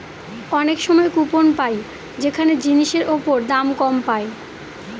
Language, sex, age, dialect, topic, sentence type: Bengali, female, 25-30, Northern/Varendri, banking, statement